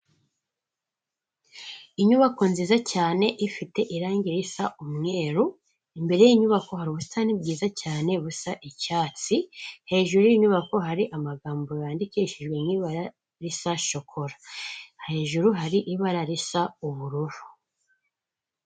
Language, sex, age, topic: Kinyarwanda, female, 18-24, finance